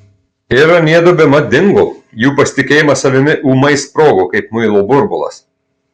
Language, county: Lithuanian, Marijampolė